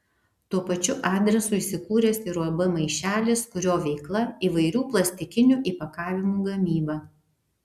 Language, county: Lithuanian, Vilnius